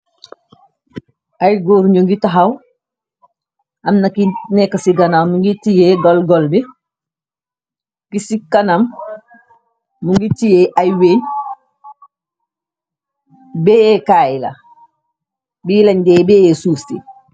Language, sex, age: Wolof, male, 18-24